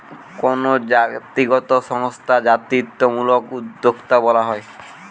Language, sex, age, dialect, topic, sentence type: Bengali, male, 18-24, Western, banking, statement